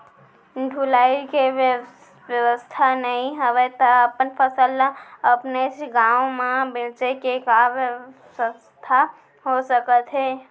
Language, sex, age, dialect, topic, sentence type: Chhattisgarhi, female, 25-30, Central, agriculture, question